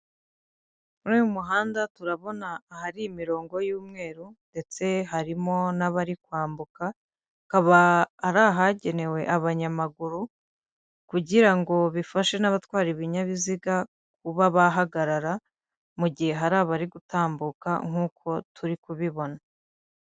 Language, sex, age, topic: Kinyarwanda, female, 50+, government